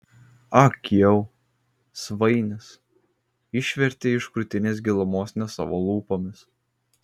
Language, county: Lithuanian, Kaunas